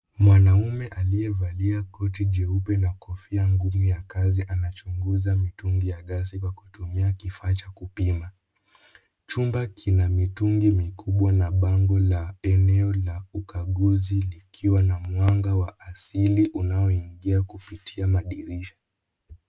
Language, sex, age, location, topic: Swahili, male, 18-24, Kisumu, health